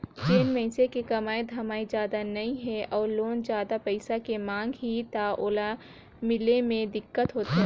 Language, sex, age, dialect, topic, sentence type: Chhattisgarhi, female, 18-24, Northern/Bhandar, banking, statement